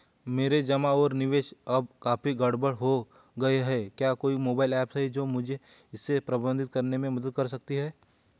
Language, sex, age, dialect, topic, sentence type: Hindi, male, 18-24, Hindustani Malvi Khadi Boli, banking, question